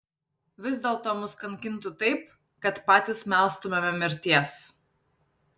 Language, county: Lithuanian, Vilnius